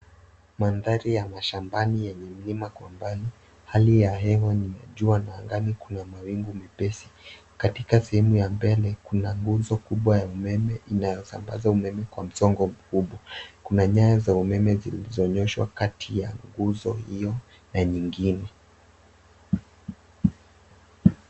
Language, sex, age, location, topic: Swahili, male, 18-24, Nairobi, government